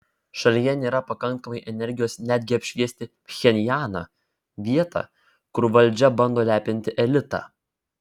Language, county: Lithuanian, Vilnius